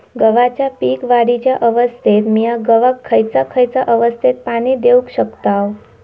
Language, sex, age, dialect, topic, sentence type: Marathi, female, 18-24, Southern Konkan, agriculture, question